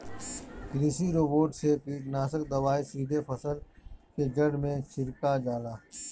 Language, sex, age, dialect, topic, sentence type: Bhojpuri, male, 31-35, Northern, agriculture, statement